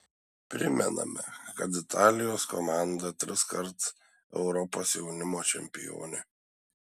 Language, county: Lithuanian, Šiauliai